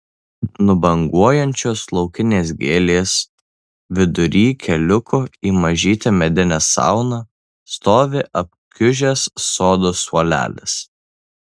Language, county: Lithuanian, Tauragė